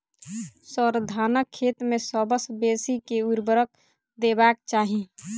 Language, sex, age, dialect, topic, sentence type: Maithili, female, 18-24, Southern/Standard, agriculture, question